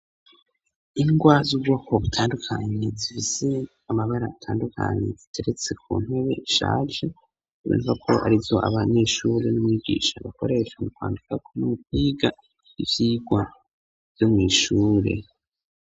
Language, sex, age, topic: Rundi, male, 25-35, education